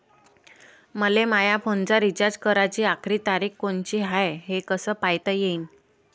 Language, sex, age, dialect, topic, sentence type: Marathi, female, 25-30, Varhadi, banking, question